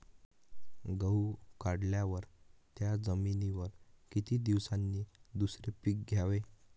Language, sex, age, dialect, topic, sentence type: Marathi, male, 18-24, Northern Konkan, agriculture, question